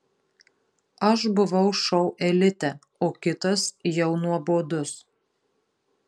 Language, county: Lithuanian, Marijampolė